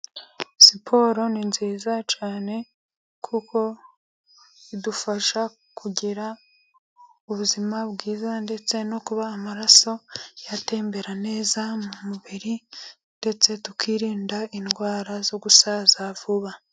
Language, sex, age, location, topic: Kinyarwanda, female, 25-35, Musanze, government